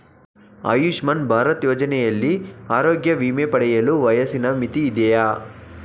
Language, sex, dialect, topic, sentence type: Kannada, male, Mysore Kannada, banking, question